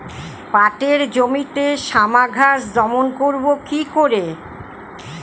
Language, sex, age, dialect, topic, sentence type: Bengali, female, 60-100, Standard Colloquial, agriculture, question